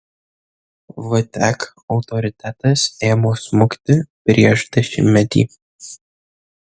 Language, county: Lithuanian, Kaunas